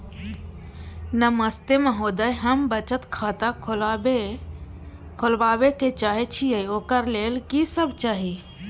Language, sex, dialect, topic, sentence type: Maithili, female, Bajjika, banking, question